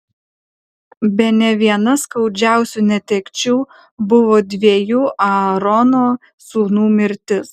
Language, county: Lithuanian, Kaunas